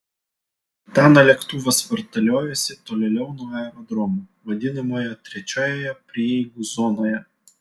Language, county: Lithuanian, Vilnius